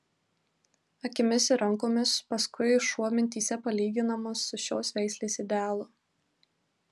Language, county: Lithuanian, Marijampolė